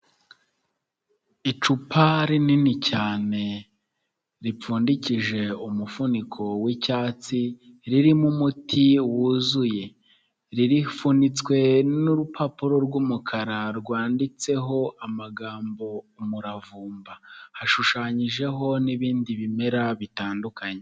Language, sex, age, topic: Kinyarwanda, male, 25-35, health